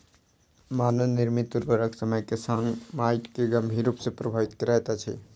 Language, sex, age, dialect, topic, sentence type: Maithili, male, 36-40, Southern/Standard, agriculture, statement